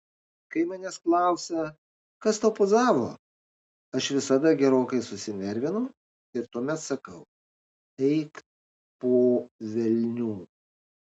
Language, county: Lithuanian, Kaunas